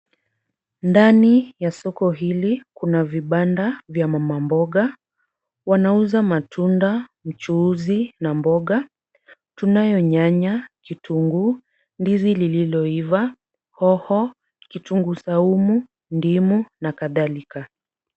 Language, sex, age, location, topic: Swahili, female, 50+, Kisumu, finance